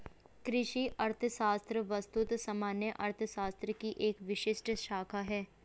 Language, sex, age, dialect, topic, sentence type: Hindi, female, 25-30, Hindustani Malvi Khadi Boli, banking, statement